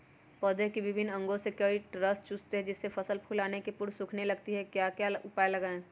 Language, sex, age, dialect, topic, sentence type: Magahi, female, 18-24, Western, agriculture, question